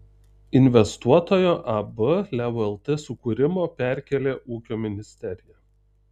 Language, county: Lithuanian, Tauragė